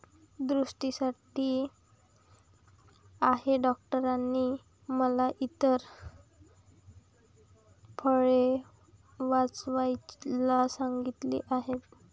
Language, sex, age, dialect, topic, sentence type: Marathi, female, 18-24, Varhadi, agriculture, statement